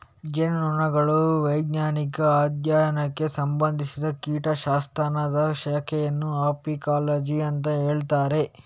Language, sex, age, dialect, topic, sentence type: Kannada, male, 25-30, Coastal/Dakshin, agriculture, statement